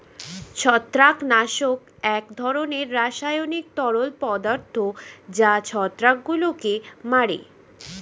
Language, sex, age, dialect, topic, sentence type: Bengali, female, 25-30, Standard Colloquial, agriculture, statement